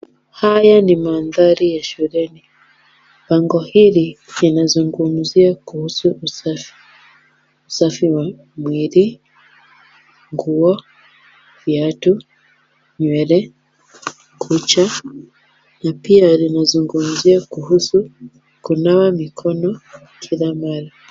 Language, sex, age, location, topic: Swahili, female, 25-35, Kisumu, education